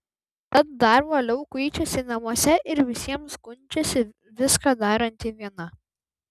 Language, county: Lithuanian, Vilnius